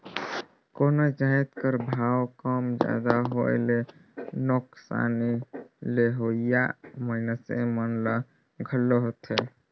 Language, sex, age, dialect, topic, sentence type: Chhattisgarhi, male, 18-24, Northern/Bhandar, banking, statement